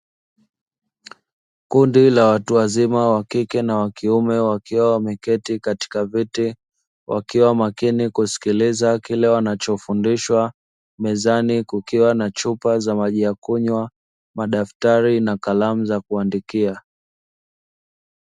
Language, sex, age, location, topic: Swahili, male, 25-35, Dar es Salaam, education